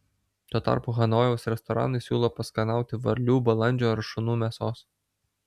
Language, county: Lithuanian, Vilnius